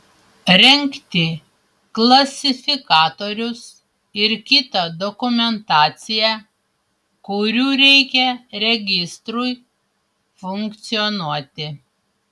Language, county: Lithuanian, Panevėžys